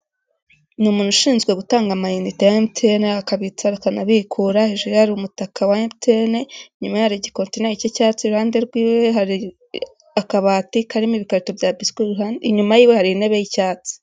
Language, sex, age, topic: Kinyarwanda, female, 25-35, finance